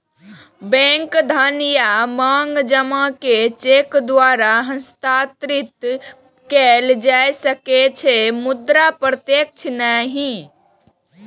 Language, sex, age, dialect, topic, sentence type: Maithili, female, 18-24, Eastern / Thethi, banking, statement